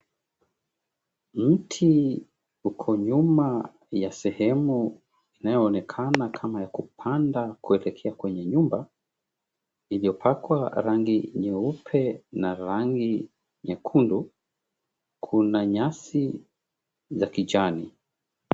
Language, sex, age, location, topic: Swahili, male, 36-49, Mombasa, agriculture